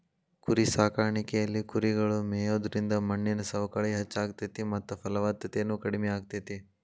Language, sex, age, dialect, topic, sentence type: Kannada, male, 18-24, Dharwad Kannada, agriculture, statement